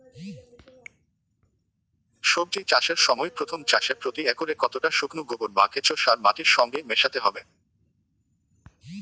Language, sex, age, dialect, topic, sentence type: Bengali, male, 18-24, Rajbangshi, agriculture, question